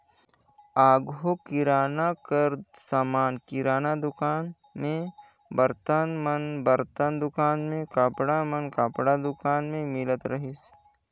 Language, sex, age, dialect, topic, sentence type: Chhattisgarhi, male, 56-60, Northern/Bhandar, banking, statement